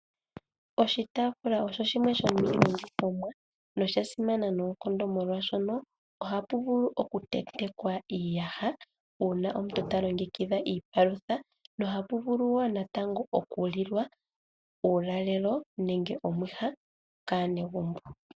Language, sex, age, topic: Oshiwambo, female, 18-24, finance